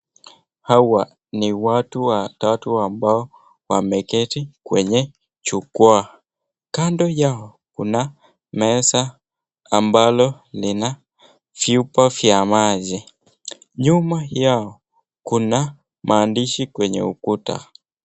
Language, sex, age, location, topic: Swahili, male, 18-24, Nakuru, government